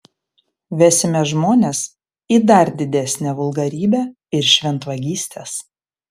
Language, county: Lithuanian, Panevėžys